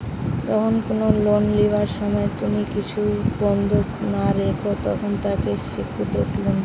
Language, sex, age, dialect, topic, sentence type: Bengali, female, 18-24, Western, banking, statement